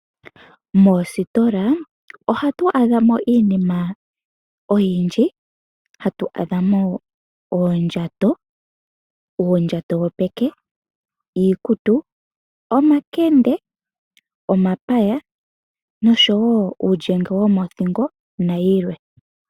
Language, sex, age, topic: Oshiwambo, female, 18-24, finance